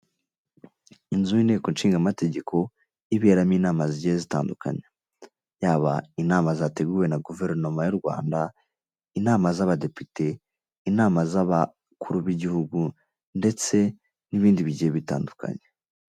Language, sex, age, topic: Kinyarwanda, male, 18-24, government